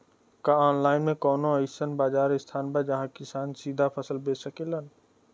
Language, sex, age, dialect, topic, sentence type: Bhojpuri, male, 18-24, Western, agriculture, statement